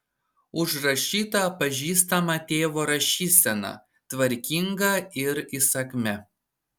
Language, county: Lithuanian, Šiauliai